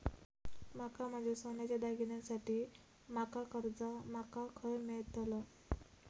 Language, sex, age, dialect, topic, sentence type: Marathi, female, 18-24, Southern Konkan, banking, statement